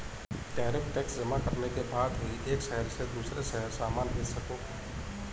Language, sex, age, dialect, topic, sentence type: Hindi, male, 18-24, Kanauji Braj Bhasha, banking, statement